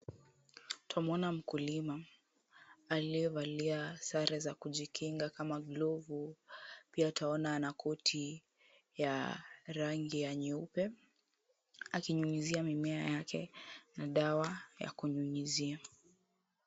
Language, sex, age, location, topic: Swahili, female, 50+, Kisumu, health